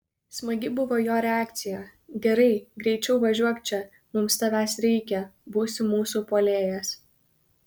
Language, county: Lithuanian, Kaunas